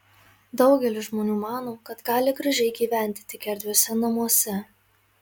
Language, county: Lithuanian, Marijampolė